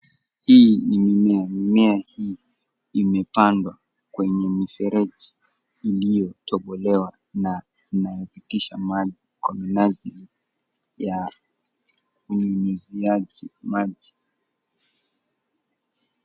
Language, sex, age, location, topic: Swahili, male, 18-24, Nairobi, agriculture